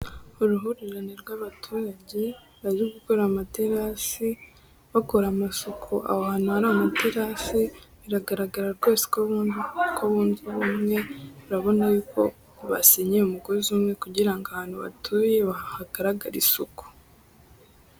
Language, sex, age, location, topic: Kinyarwanda, female, 18-24, Musanze, agriculture